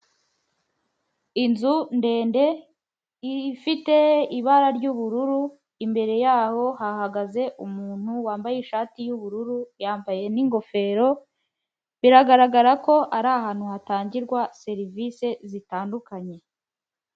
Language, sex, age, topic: Kinyarwanda, female, 18-24, finance